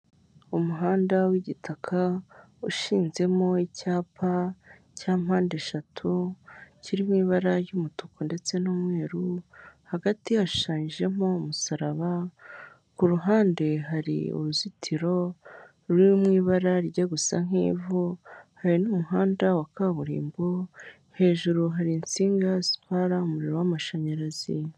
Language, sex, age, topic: Kinyarwanda, male, 18-24, government